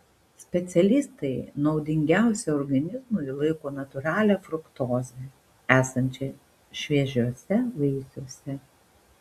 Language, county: Lithuanian, Panevėžys